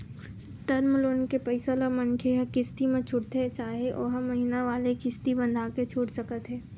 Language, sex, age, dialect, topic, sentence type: Chhattisgarhi, female, 18-24, Western/Budati/Khatahi, banking, statement